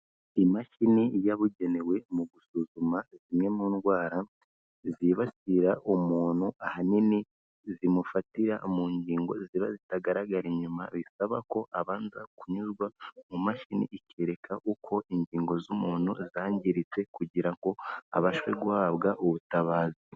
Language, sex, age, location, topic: Kinyarwanda, female, 25-35, Kigali, health